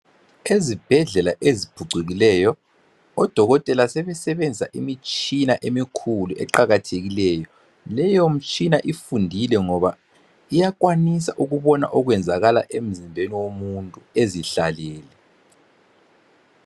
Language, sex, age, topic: North Ndebele, male, 36-49, health